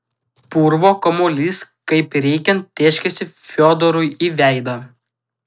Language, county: Lithuanian, Utena